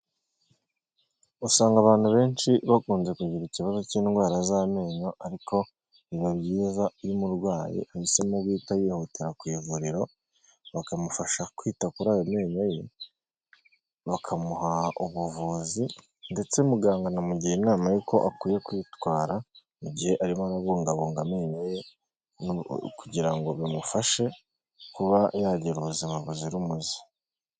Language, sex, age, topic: Kinyarwanda, male, 25-35, health